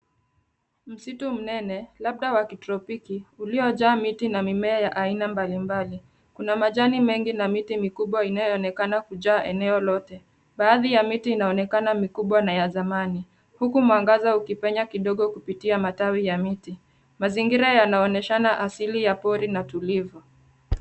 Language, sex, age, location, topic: Swahili, female, 25-35, Nairobi, government